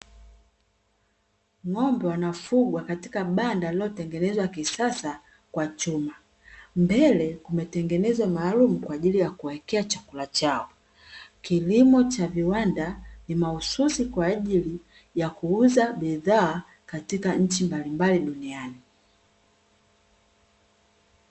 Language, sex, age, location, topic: Swahili, female, 25-35, Dar es Salaam, agriculture